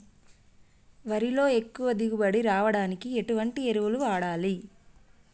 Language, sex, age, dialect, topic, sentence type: Telugu, male, 18-24, Telangana, agriculture, question